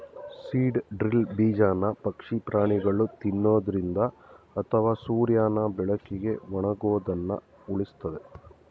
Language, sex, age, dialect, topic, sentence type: Kannada, male, 31-35, Mysore Kannada, agriculture, statement